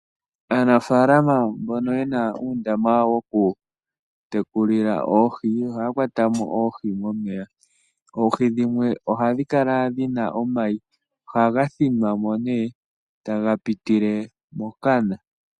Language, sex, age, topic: Oshiwambo, male, 18-24, agriculture